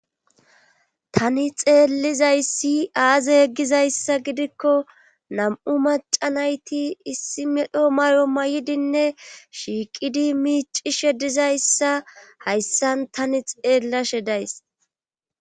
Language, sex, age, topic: Gamo, female, 25-35, government